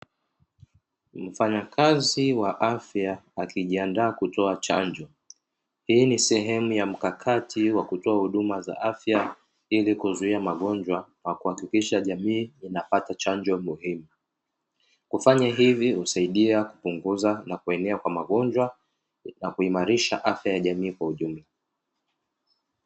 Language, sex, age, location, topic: Swahili, male, 25-35, Dar es Salaam, health